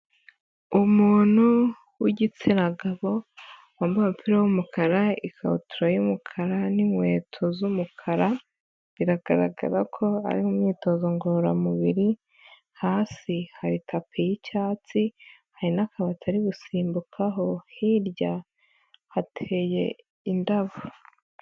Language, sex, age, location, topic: Kinyarwanda, female, 25-35, Huye, health